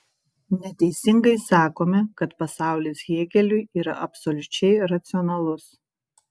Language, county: Lithuanian, Kaunas